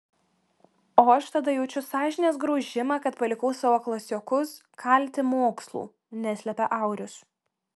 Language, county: Lithuanian, Klaipėda